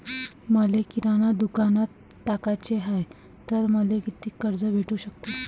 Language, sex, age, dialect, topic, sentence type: Marathi, female, 18-24, Varhadi, banking, question